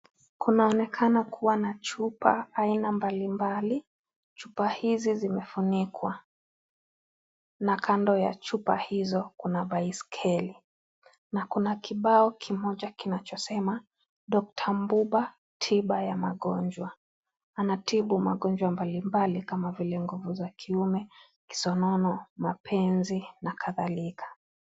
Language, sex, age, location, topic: Swahili, female, 25-35, Kisii, health